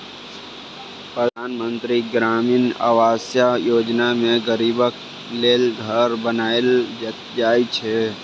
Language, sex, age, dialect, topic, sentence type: Maithili, male, 18-24, Bajjika, agriculture, statement